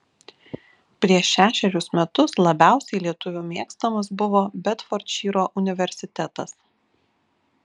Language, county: Lithuanian, Kaunas